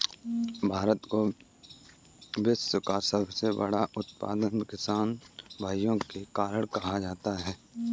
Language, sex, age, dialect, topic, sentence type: Hindi, male, 18-24, Kanauji Braj Bhasha, agriculture, statement